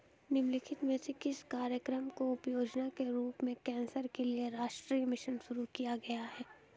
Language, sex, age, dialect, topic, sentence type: Hindi, female, 18-24, Hindustani Malvi Khadi Boli, banking, question